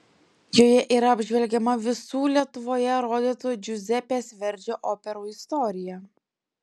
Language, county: Lithuanian, Klaipėda